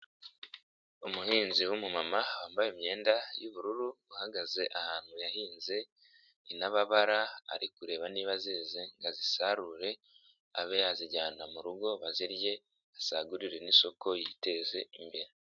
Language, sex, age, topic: Kinyarwanda, male, 25-35, agriculture